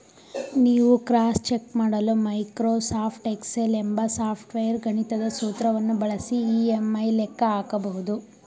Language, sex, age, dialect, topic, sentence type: Kannada, female, 18-24, Mysore Kannada, banking, statement